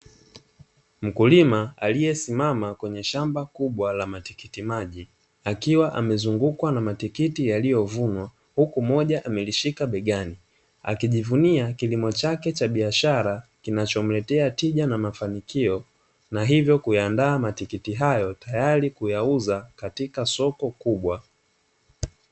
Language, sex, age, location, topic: Swahili, male, 25-35, Dar es Salaam, agriculture